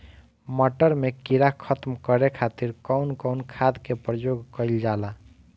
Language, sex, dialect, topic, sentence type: Bhojpuri, male, Northern, agriculture, question